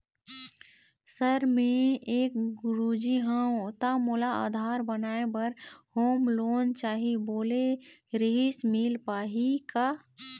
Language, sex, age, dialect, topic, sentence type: Chhattisgarhi, female, 18-24, Eastern, banking, question